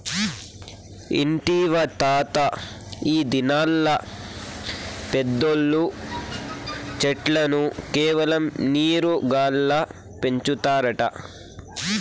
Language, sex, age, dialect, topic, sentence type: Telugu, male, 18-24, Southern, agriculture, statement